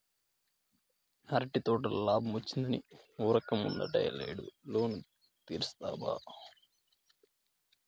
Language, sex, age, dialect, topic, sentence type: Telugu, male, 25-30, Southern, agriculture, statement